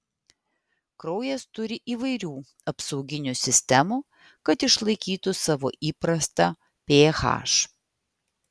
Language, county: Lithuanian, Vilnius